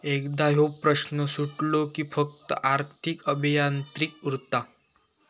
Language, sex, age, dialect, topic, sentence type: Marathi, male, 18-24, Southern Konkan, banking, statement